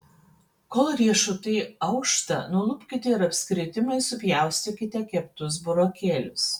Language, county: Lithuanian, Panevėžys